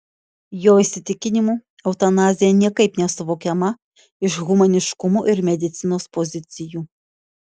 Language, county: Lithuanian, Šiauliai